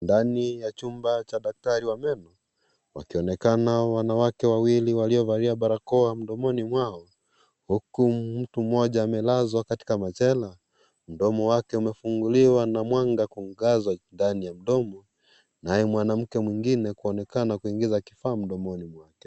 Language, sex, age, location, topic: Swahili, male, 25-35, Kisii, health